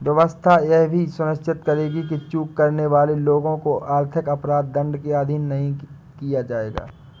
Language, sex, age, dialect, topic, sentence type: Hindi, male, 25-30, Awadhi Bundeli, banking, statement